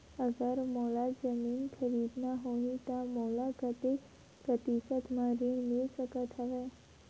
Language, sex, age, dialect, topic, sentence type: Chhattisgarhi, female, 18-24, Western/Budati/Khatahi, banking, question